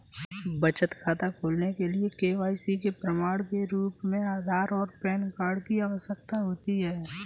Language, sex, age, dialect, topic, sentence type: Hindi, female, 18-24, Kanauji Braj Bhasha, banking, statement